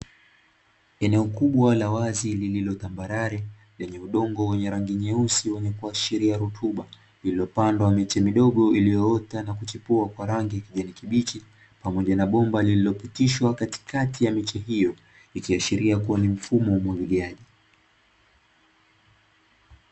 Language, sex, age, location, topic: Swahili, male, 25-35, Dar es Salaam, agriculture